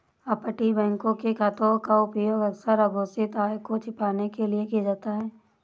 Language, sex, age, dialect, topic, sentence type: Hindi, female, 56-60, Awadhi Bundeli, banking, statement